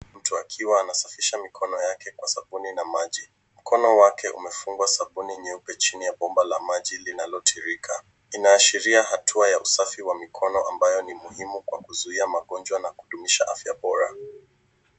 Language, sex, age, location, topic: Swahili, female, 25-35, Nairobi, health